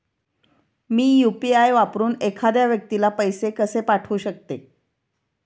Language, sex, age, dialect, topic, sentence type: Marathi, female, 51-55, Standard Marathi, banking, question